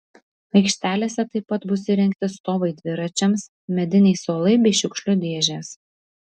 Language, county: Lithuanian, Vilnius